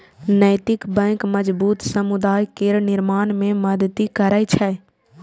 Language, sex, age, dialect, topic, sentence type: Maithili, female, 18-24, Eastern / Thethi, banking, statement